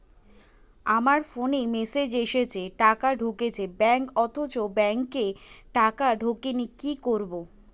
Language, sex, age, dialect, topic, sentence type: Bengali, female, 18-24, Standard Colloquial, banking, question